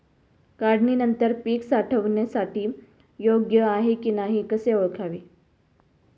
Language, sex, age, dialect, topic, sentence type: Marathi, female, 36-40, Standard Marathi, agriculture, question